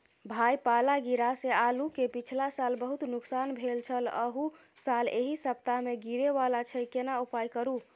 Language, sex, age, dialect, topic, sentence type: Maithili, female, 51-55, Bajjika, agriculture, question